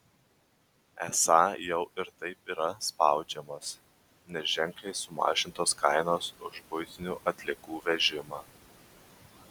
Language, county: Lithuanian, Vilnius